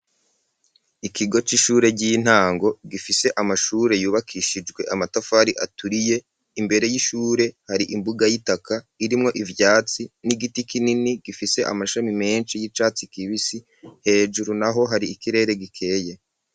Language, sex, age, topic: Rundi, male, 36-49, education